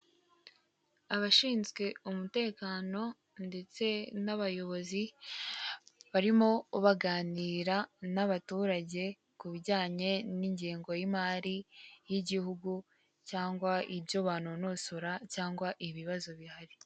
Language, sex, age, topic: Kinyarwanda, female, 18-24, government